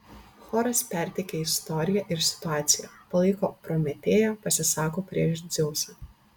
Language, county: Lithuanian, Panevėžys